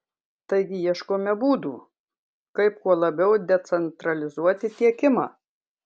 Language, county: Lithuanian, Kaunas